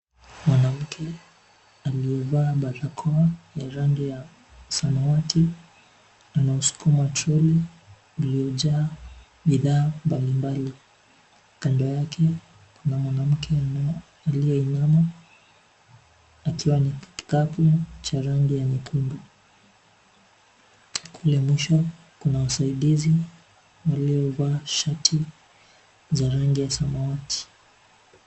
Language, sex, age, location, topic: Swahili, male, 18-24, Nairobi, finance